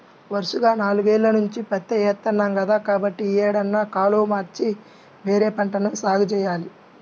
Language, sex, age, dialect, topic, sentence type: Telugu, male, 18-24, Central/Coastal, agriculture, statement